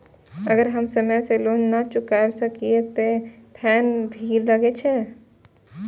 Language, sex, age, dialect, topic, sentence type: Maithili, female, 25-30, Eastern / Thethi, banking, question